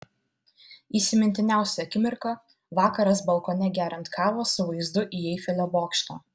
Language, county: Lithuanian, Vilnius